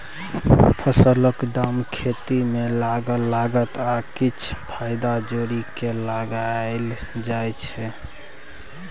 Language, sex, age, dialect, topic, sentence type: Maithili, male, 18-24, Bajjika, agriculture, statement